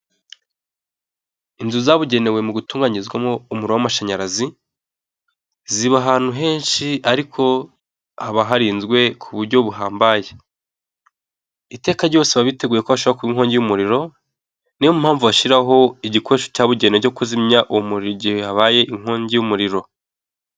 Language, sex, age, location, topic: Kinyarwanda, male, 18-24, Nyagatare, government